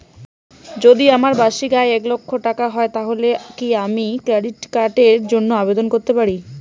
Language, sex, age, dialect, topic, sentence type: Bengali, female, 18-24, Rajbangshi, banking, question